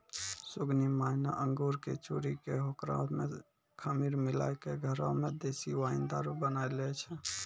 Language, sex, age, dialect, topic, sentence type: Maithili, male, 18-24, Angika, agriculture, statement